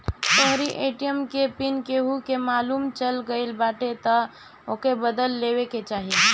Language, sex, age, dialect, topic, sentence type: Bhojpuri, female, 18-24, Northern, banking, statement